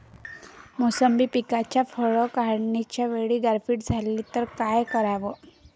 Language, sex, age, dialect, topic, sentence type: Marathi, male, 31-35, Varhadi, agriculture, question